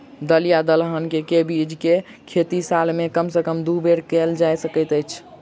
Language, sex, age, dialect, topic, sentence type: Maithili, male, 51-55, Southern/Standard, agriculture, question